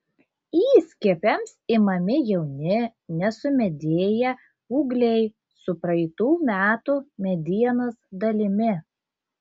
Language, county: Lithuanian, Šiauliai